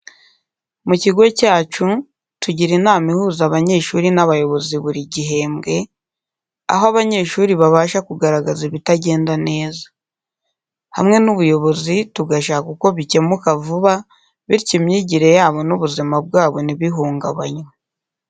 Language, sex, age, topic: Kinyarwanda, female, 18-24, education